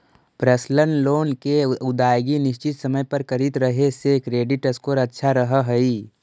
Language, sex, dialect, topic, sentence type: Magahi, male, Central/Standard, banking, statement